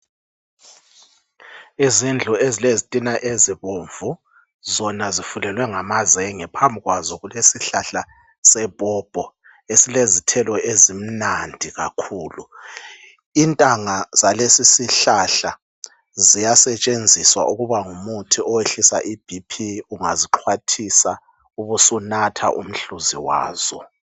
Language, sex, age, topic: North Ndebele, male, 36-49, health